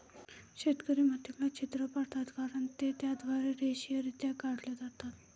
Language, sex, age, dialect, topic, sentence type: Marathi, female, 41-45, Varhadi, agriculture, statement